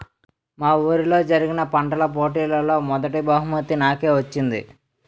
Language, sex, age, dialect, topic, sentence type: Telugu, male, 18-24, Utterandhra, agriculture, statement